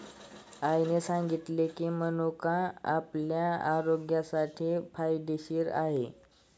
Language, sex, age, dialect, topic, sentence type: Marathi, male, 25-30, Standard Marathi, agriculture, statement